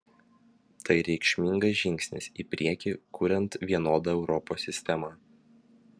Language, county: Lithuanian, Vilnius